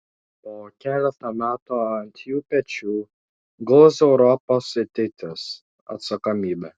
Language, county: Lithuanian, Šiauliai